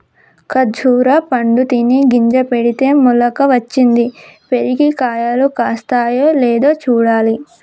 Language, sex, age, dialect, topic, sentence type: Telugu, male, 18-24, Telangana, agriculture, statement